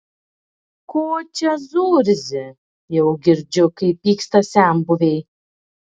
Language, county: Lithuanian, Klaipėda